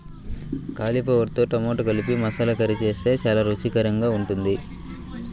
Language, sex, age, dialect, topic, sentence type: Telugu, male, 25-30, Central/Coastal, agriculture, statement